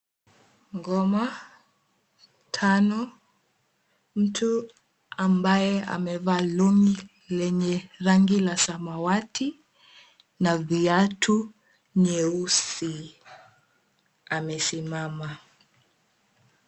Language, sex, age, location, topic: Swahili, female, 18-24, Mombasa, government